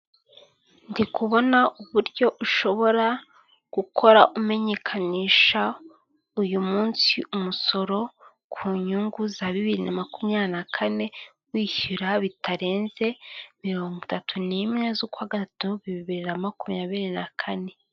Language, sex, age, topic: Kinyarwanda, female, 25-35, government